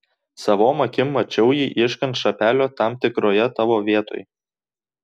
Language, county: Lithuanian, Tauragė